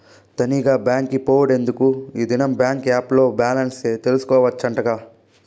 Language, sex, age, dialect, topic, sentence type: Telugu, female, 18-24, Southern, banking, statement